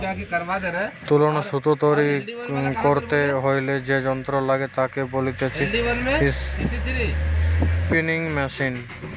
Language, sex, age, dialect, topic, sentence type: Bengali, male, 18-24, Western, agriculture, statement